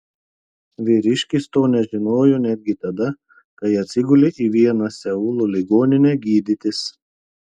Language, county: Lithuanian, Telšiai